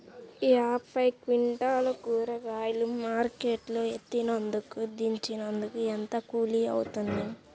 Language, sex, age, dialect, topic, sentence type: Telugu, male, 18-24, Central/Coastal, agriculture, question